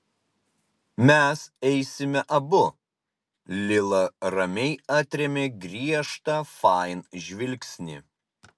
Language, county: Lithuanian, Utena